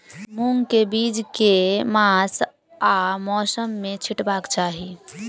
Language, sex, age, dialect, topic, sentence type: Maithili, female, 18-24, Southern/Standard, agriculture, question